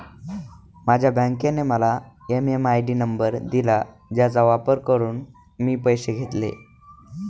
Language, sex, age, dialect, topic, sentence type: Marathi, male, 18-24, Northern Konkan, banking, statement